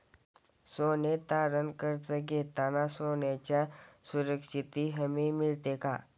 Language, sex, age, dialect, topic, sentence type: Marathi, male, <18, Standard Marathi, banking, question